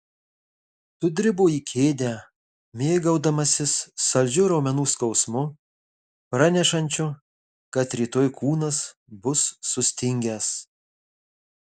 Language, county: Lithuanian, Marijampolė